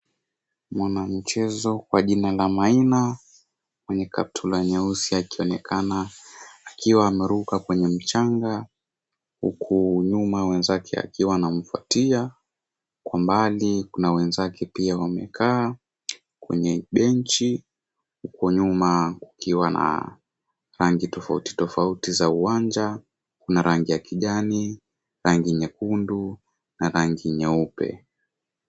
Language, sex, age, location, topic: Swahili, male, 18-24, Mombasa, government